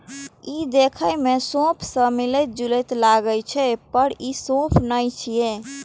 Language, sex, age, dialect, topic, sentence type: Maithili, female, 18-24, Eastern / Thethi, agriculture, statement